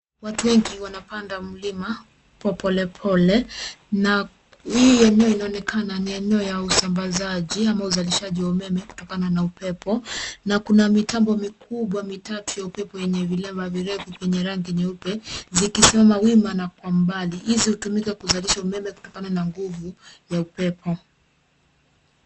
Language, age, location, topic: Swahili, 25-35, Nairobi, government